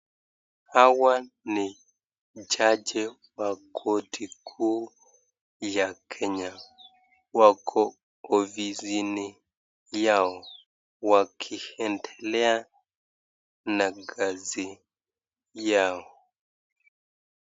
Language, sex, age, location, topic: Swahili, male, 25-35, Nakuru, government